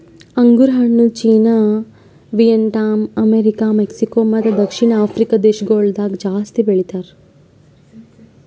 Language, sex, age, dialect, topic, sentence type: Kannada, male, 25-30, Northeastern, agriculture, statement